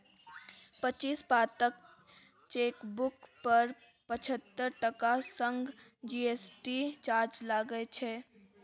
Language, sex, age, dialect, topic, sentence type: Maithili, female, 36-40, Bajjika, banking, statement